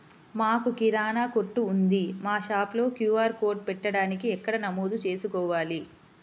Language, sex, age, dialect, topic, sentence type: Telugu, female, 25-30, Central/Coastal, banking, question